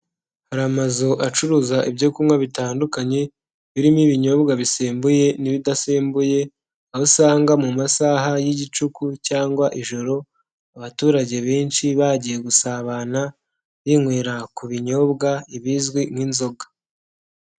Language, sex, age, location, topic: Kinyarwanda, male, 18-24, Nyagatare, finance